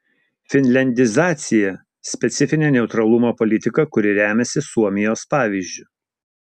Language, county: Lithuanian, Utena